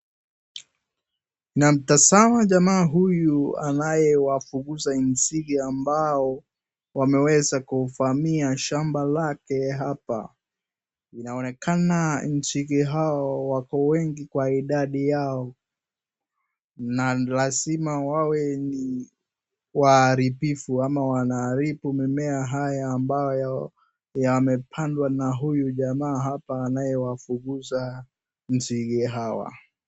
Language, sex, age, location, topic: Swahili, male, 18-24, Nakuru, health